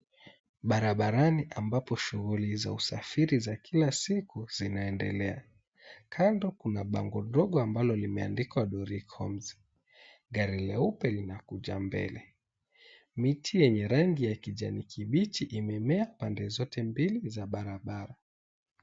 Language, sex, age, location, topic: Swahili, male, 18-24, Mombasa, government